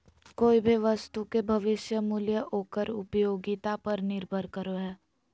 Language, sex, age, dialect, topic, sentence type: Magahi, female, 18-24, Southern, banking, statement